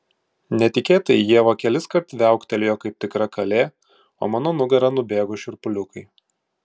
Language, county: Lithuanian, Klaipėda